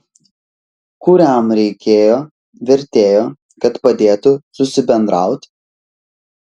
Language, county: Lithuanian, Vilnius